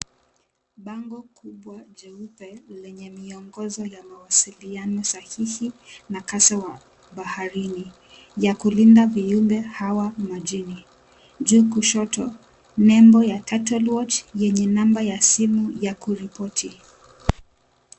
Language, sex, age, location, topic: Swahili, female, 25-35, Mombasa, government